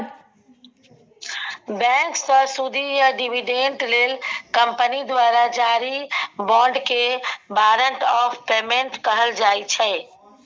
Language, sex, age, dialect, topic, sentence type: Maithili, female, 18-24, Bajjika, banking, statement